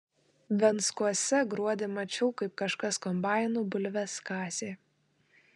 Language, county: Lithuanian, Klaipėda